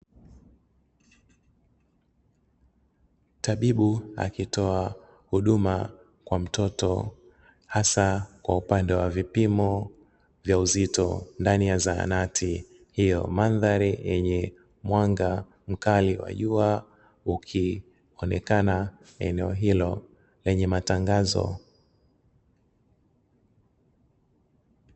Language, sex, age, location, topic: Swahili, male, 25-35, Dar es Salaam, health